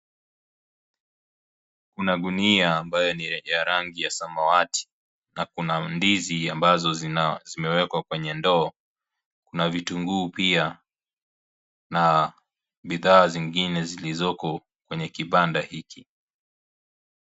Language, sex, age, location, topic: Swahili, male, 25-35, Kisii, finance